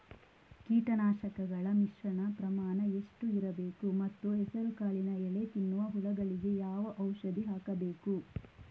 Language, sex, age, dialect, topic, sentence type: Kannada, female, 18-24, Coastal/Dakshin, agriculture, question